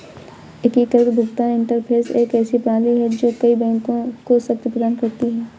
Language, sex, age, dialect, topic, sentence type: Hindi, female, 51-55, Awadhi Bundeli, banking, statement